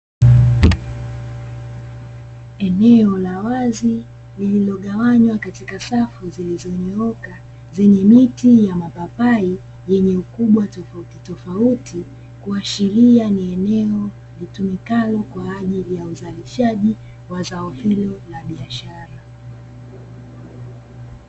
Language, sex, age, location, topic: Swahili, female, 18-24, Dar es Salaam, agriculture